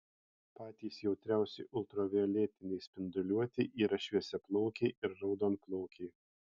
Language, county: Lithuanian, Panevėžys